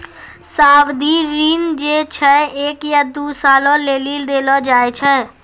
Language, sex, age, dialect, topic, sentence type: Maithili, female, 46-50, Angika, banking, statement